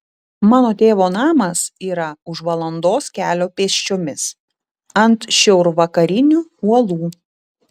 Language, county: Lithuanian, Utena